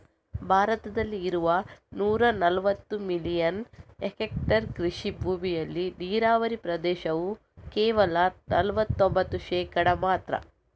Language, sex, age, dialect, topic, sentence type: Kannada, female, 25-30, Coastal/Dakshin, agriculture, statement